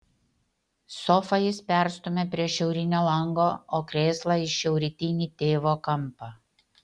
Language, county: Lithuanian, Utena